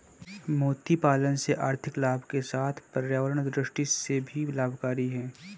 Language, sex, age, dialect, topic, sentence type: Hindi, male, 18-24, Kanauji Braj Bhasha, agriculture, statement